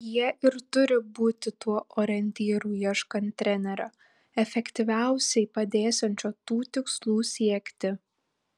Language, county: Lithuanian, Panevėžys